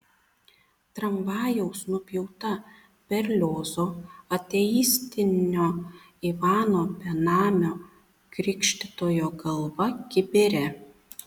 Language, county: Lithuanian, Panevėžys